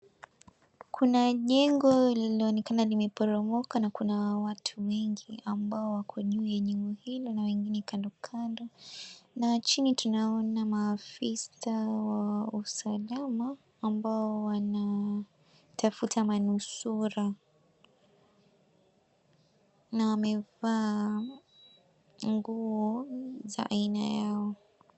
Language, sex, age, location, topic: Swahili, female, 18-24, Mombasa, health